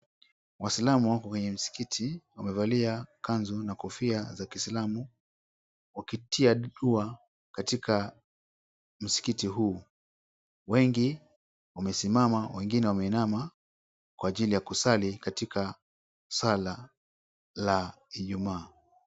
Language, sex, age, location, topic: Swahili, male, 36-49, Mombasa, government